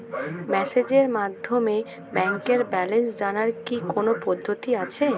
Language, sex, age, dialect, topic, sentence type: Bengali, female, 18-24, Standard Colloquial, banking, question